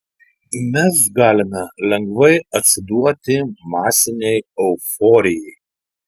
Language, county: Lithuanian, Telšiai